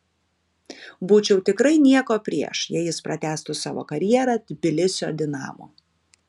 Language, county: Lithuanian, Kaunas